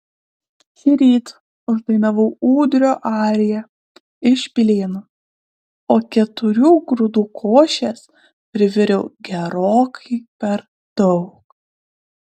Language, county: Lithuanian, Klaipėda